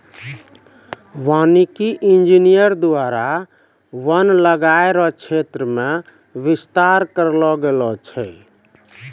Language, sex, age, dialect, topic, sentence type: Maithili, male, 41-45, Angika, agriculture, statement